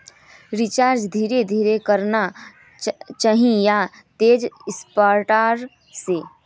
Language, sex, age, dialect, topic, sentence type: Magahi, female, 18-24, Northeastern/Surjapuri, agriculture, question